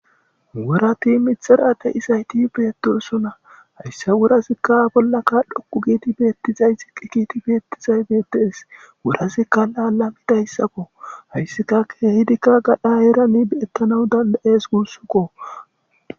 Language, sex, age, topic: Gamo, male, 25-35, agriculture